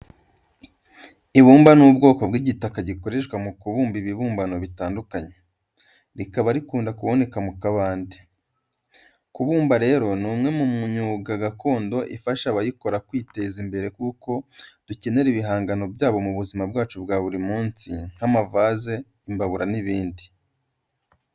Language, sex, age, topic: Kinyarwanda, male, 25-35, education